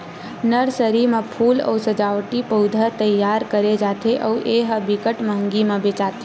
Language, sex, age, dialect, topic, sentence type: Chhattisgarhi, female, 56-60, Western/Budati/Khatahi, agriculture, statement